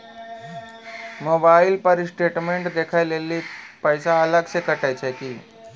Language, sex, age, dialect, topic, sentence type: Maithili, male, 18-24, Angika, banking, question